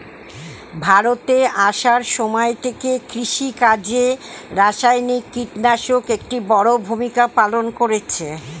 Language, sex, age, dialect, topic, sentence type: Bengali, female, 60-100, Standard Colloquial, agriculture, statement